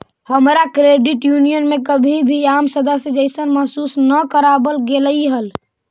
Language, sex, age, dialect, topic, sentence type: Magahi, male, 18-24, Central/Standard, banking, statement